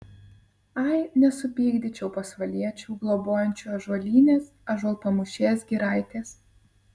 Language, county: Lithuanian, Vilnius